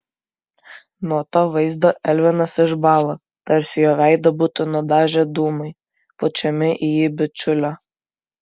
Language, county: Lithuanian, Kaunas